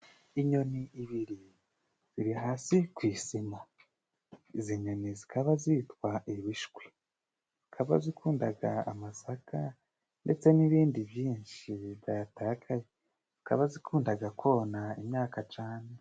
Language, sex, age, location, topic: Kinyarwanda, male, 25-35, Musanze, agriculture